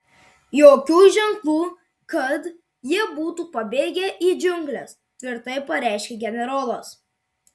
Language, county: Lithuanian, Marijampolė